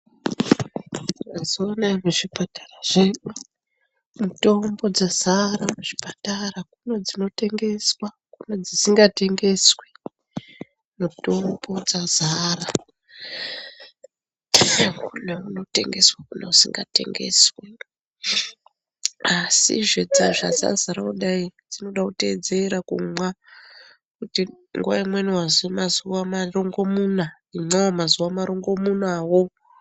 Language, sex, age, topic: Ndau, female, 36-49, health